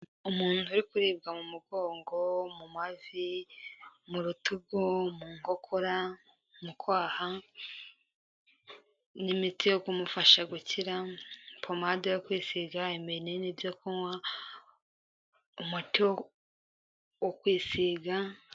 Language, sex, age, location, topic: Kinyarwanda, female, 18-24, Kigali, health